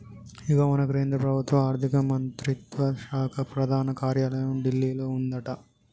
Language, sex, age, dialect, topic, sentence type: Telugu, male, 18-24, Telangana, banking, statement